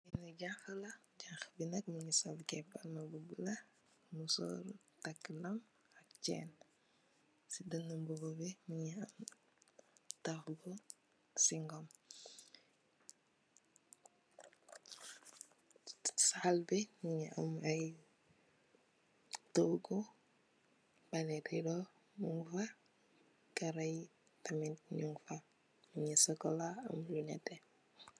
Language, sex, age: Wolof, female, 18-24